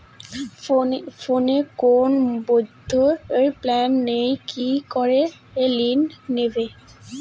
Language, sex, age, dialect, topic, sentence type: Bengali, male, 25-30, Rajbangshi, banking, question